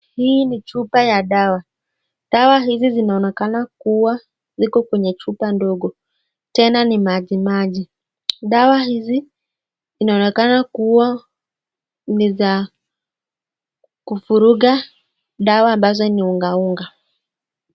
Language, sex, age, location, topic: Swahili, female, 36-49, Nakuru, health